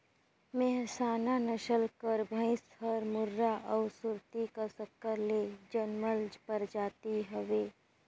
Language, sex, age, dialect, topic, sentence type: Chhattisgarhi, female, 25-30, Northern/Bhandar, agriculture, statement